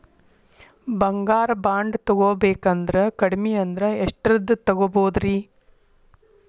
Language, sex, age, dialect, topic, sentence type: Kannada, female, 41-45, Dharwad Kannada, banking, question